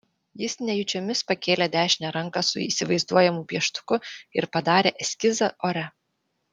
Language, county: Lithuanian, Vilnius